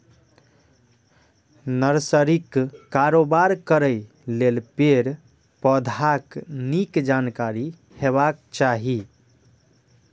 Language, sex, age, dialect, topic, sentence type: Maithili, male, 18-24, Eastern / Thethi, agriculture, statement